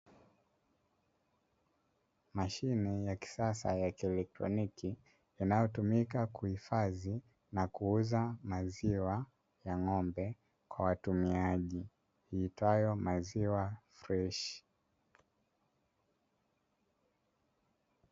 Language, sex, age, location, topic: Swahili, male, 25-35, Dar es Salaam, finance